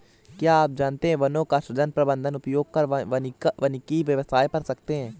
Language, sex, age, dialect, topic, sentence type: Hindi, male, 18-24, Awadhi Bundeli, agriculture, statement